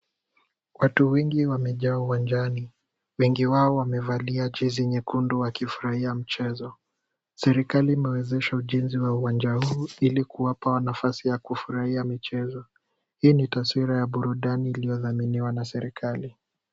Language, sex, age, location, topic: Swahili, male, 18-24, Kisumu, government